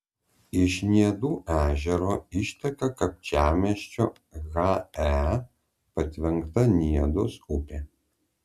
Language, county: Lithuanian, Vilnius